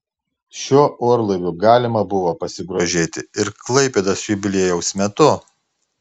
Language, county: Lithuanian, Tauragė